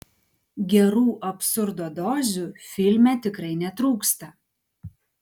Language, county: Lithuanian, Klaipėda